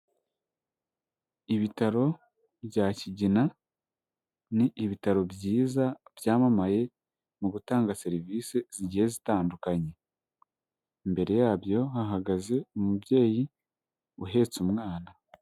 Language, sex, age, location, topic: Kinyarwanda, male, 18-24, Huye, health